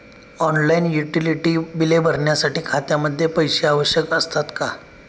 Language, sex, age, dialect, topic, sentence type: Marathi, male, 25-30, Standard Marathi, banking, question